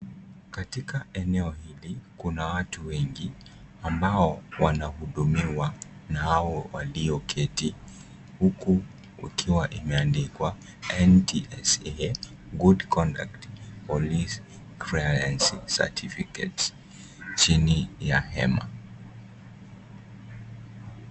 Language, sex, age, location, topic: Swahili, male, 18-24, Kisii, government